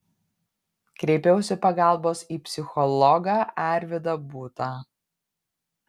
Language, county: Lithuanian, Panevėžys